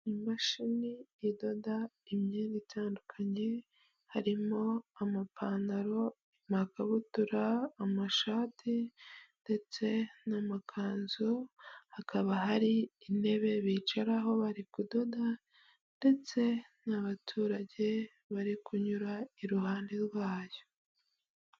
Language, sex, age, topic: Kinyarwanda, female, 25-35, finance